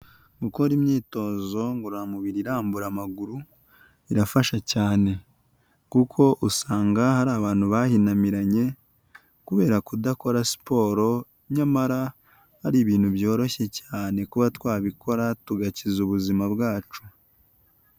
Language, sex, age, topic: Kinyarwanda, male, 18-24, health